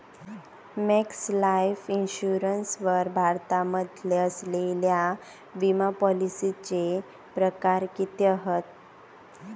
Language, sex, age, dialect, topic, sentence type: Marathi, female, 18-24, Southern Konkan, banking, statement